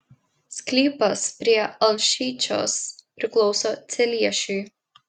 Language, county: Lithuanian, Klaipėda